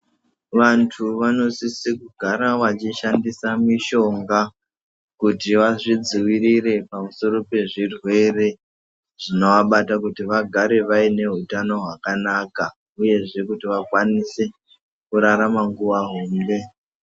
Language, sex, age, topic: Ndau, male, 18-24, health